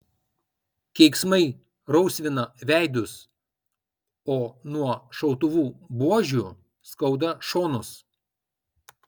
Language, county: Lithuanian, Kaunas